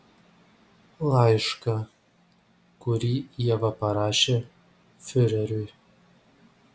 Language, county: Lithuanian, Vilnius